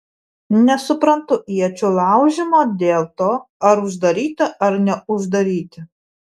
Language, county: Lithuanian, Vilnius